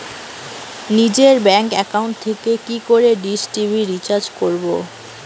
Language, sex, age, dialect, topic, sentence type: Bengali, female, 18-24, Rajbangshi, banking, question